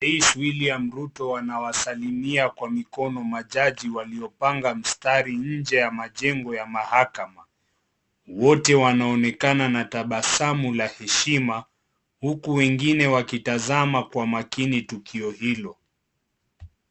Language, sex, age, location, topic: Swahili, male, 25-35, Kisii, government